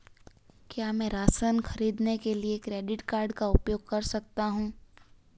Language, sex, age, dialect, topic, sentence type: Hindi, female, 18-24, Marwari Dhudhari, banking, question